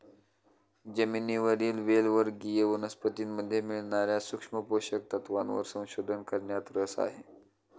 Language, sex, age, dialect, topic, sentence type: Marathi, male, 25-30, Standard Marathi, agriculture, statement